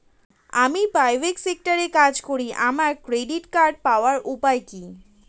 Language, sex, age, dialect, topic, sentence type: Bengali, female, 18-24, Standard Colloquial, banking, question